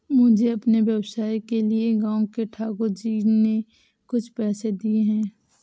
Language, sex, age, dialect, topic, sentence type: Hindi, female, 18-24, Awadhi Bundeli, banking, statement